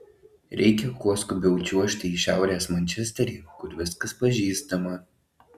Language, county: Lithuanian, Alytus